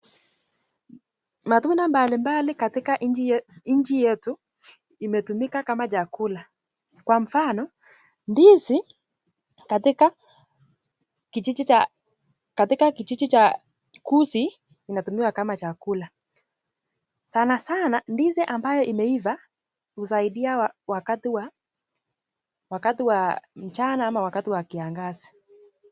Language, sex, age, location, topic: Swahili, female, 18-24, Nakuru, agriculture